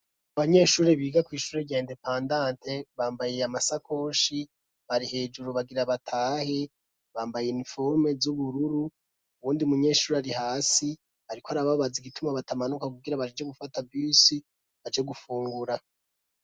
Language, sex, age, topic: Rundi, male, 25-35, education